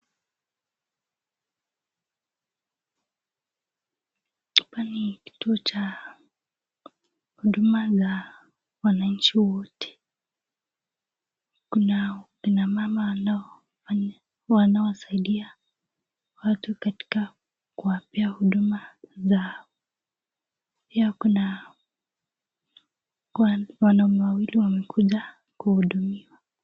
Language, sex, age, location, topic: Swahili, female, 18-24, Nakuru, government